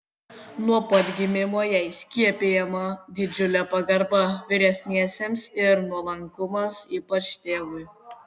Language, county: Lithuanian, Kaunas